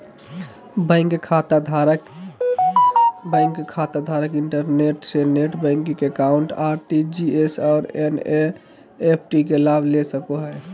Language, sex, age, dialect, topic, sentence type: Magahi, male, 18-24, Southern, banking, statement